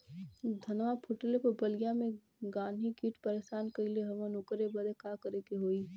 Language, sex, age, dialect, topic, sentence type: Bhojpuri, female, 18-24, Western, agriculture, question